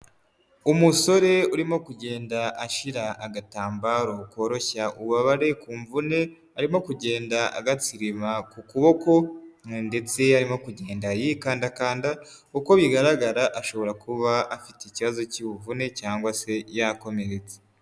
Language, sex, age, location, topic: Kinyarwanda, male, 18-24, Huye, health